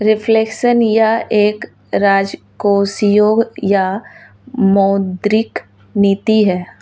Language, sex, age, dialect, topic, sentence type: Hindi, female, 31-35, Marwari Dhudhari, banking, statement